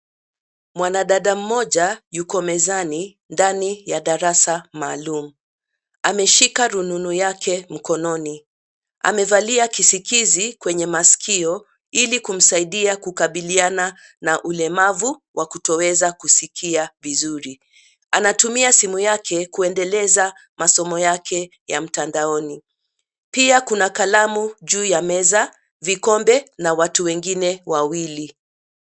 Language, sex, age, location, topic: Swahili, female, 50+, Nairobi, education